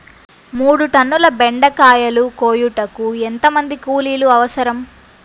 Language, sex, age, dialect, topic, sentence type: Telugu, female, 51-55, Central/Coastal, agriculture, question